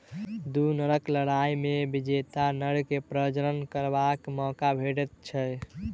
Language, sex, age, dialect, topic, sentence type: Maithili, male, 18-24, Southern/Standard, agriculture, statement